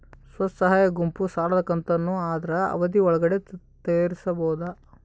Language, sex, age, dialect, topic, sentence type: Kannada, male, 18-24, Central, banking, question